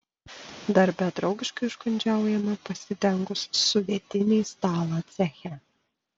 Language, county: Lithuanian, Panevėžys